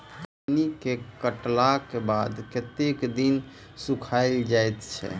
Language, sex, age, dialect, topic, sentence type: Maithili, male, 31-35, Southern/Standard, agriculture, question